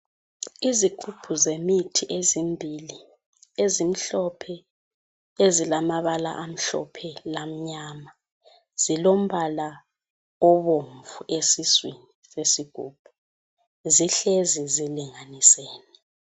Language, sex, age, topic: North Ndebele, female, 25-35, health